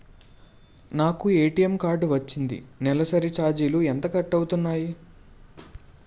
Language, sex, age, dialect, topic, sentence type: Telugu, male, 18-24, Utterandhra, banking, question